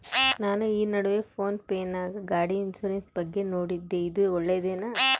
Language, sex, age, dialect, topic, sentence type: Kannada, female, 18-24, Central, banking, question